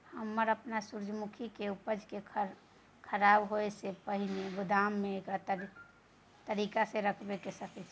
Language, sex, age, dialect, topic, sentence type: Maithili, female, 18-24, Bajjika, agriculture, question